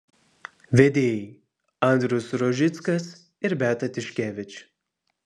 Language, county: Lithuanian, Vilnius